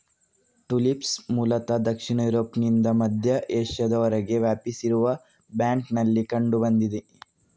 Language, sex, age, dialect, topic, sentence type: Kannada, male, 36-40, Coastal/Dakshin, agriculture, statement